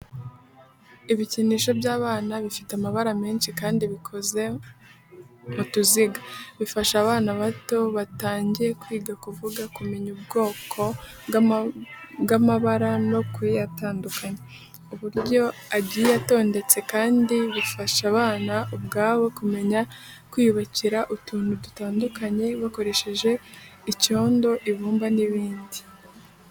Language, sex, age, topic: Kinyarwanda, female, 18-24, education